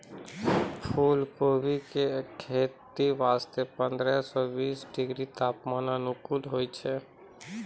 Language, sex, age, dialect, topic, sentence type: Maithili, male, 25-30, Angika, agriculture, statement